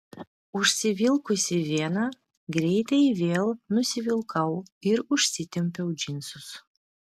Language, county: Lithuanian, Vilnius